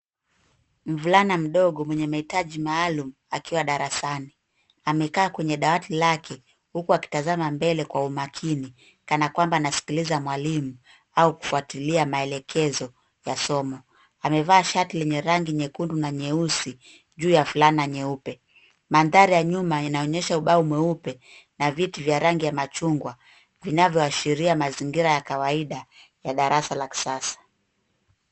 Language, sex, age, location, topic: Swahili, female, 18-24, Nairobi, education